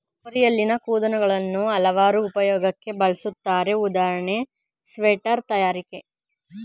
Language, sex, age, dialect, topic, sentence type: Kannada, male, 25-30, Mysore Kannada, agriculture, statement